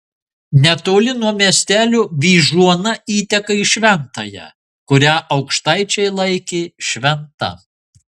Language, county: Lithuanian, Marijampolė